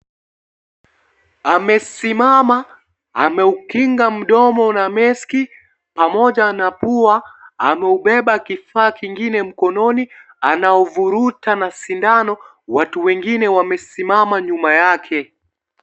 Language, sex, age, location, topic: Swahili, male, 18-24, Kisii, health